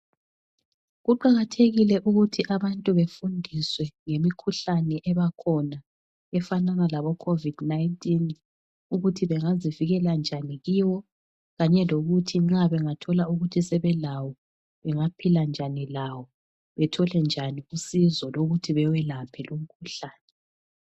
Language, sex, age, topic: North Ndebele, female, 36-49, health